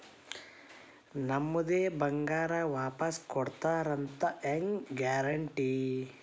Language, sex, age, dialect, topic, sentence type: Kannada, male, 31-35, Dharwad Kannada, banking, question